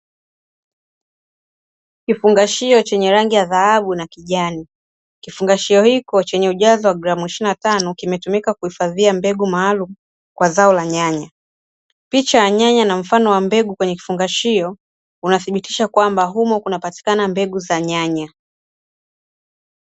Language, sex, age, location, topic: Swahili, female, 25-35, Dar es Salaam, agriculture